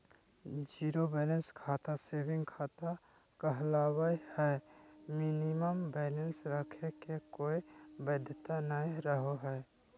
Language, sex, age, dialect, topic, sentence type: Magahi, male, 25-30, Southern, banking, statement